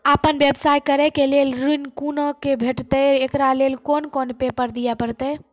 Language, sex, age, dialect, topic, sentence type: Maithili, female, 46-50, Angika, banking, question